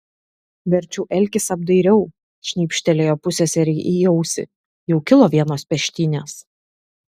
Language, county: Lithuanian, Šiauliai